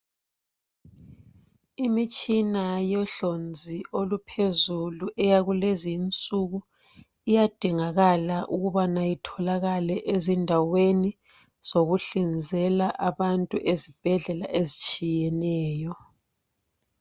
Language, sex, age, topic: North Ndebele, female, 36-49, health